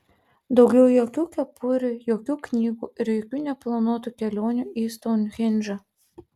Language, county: Lithuanian, Kaunas